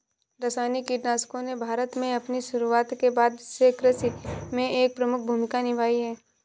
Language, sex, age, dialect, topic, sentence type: Hindi, female, 18-24, Awadhi Bundeli, agriculture, statement